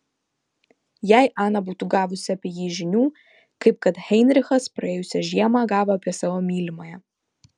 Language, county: Lithuanian, Vilnius